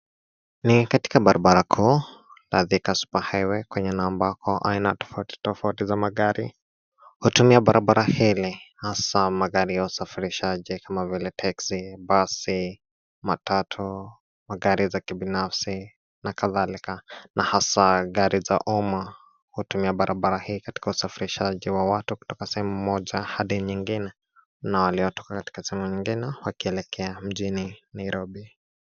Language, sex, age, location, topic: Swahili, male, 25-35, Nairobi, government